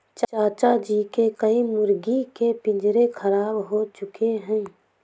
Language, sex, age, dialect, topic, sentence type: Hindi, female, 18-24, Awadhi Bundeli, agriculture, statement